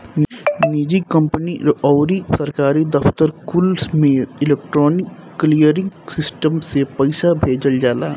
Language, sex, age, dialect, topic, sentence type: Bhojpuri, male, 18-24, Northern, banking, statement